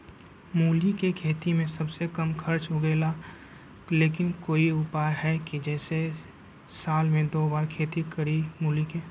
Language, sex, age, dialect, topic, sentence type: Magahi, male, 25-30, Western, agriculture, question